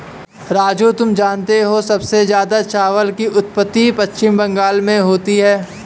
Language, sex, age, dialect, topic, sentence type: Hindi, male, 18-24, Awadhi Bundeli, agriculture, statement